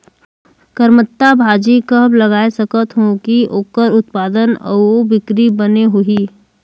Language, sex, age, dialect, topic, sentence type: Chhattisgarhi, female, 18-24, Northern/Bhandar, agriculture, question